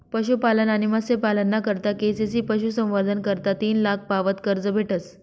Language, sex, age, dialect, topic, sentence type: Marathi, female, 56-60, Northern Konkan, agriculture, statement